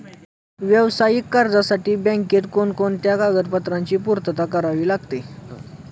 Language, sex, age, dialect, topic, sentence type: Marathi, male, 18-24, Standard Marathi, banking, question